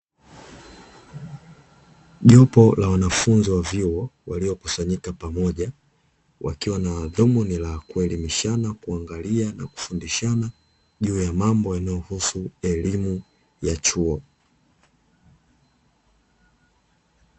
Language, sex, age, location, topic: Swahili, male, 18-24, Dar es Salaam, education